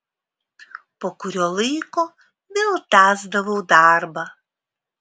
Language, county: Lithuanian, Vilnius